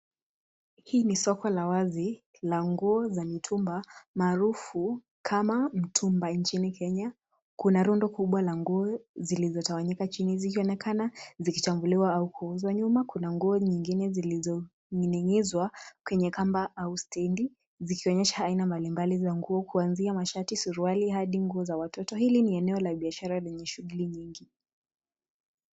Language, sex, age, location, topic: Swahili, female, 18-24, Nairobi, finance